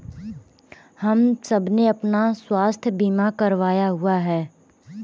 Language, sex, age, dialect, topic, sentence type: Hindi, male, 18-24, Kanauji Braj Bhasha, banking, statement